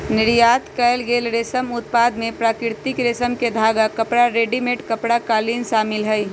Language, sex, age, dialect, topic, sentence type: Magahi, female, 25-30, Western, agriculture, statement